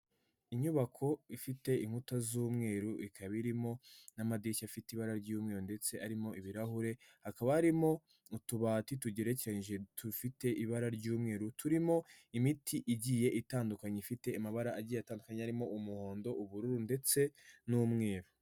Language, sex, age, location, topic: Kinyarwanda, male, 18-24, Nyagatare, health